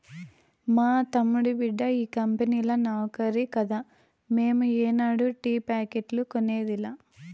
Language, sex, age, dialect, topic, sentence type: Telugu, female, 18-24, Southern, agriculture, statement